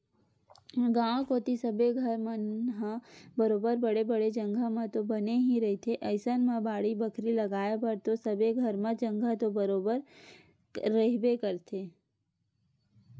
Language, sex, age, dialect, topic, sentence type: Chhattisgarhi, female, 18-24, Western/Budati/Khatahi, agriculture, statement